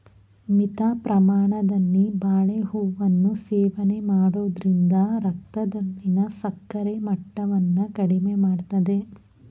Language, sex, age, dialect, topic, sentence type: Kannada, female, 31-35, Mysore Kannada, agriculture, statement